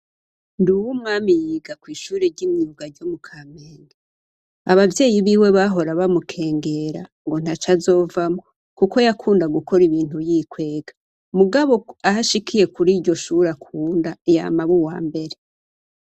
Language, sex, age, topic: Rundi, female, 25-35, education